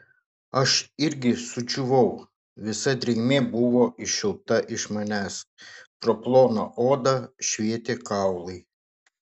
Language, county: Lithuanian, Šiauliai